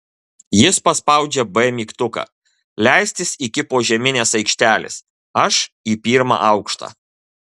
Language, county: Lithuanian, Kaunas